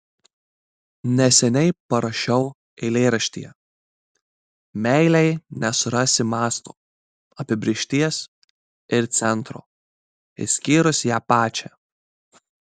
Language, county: Lithuanian, Marijampolė